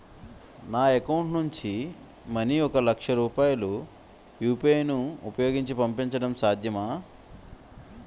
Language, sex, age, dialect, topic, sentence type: Telugu, male, 25-30, Utterandhra, banking, question